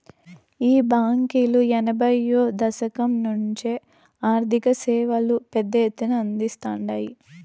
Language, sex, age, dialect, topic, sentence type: Telugu, female, 18-24, Southern, banking, statement